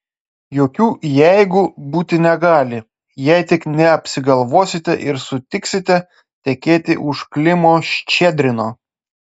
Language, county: Lithuanian, Klaipėda